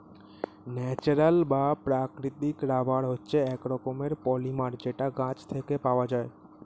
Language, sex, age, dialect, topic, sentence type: Bengali, male, 18-24, Standard Colloquial, agriculture, statement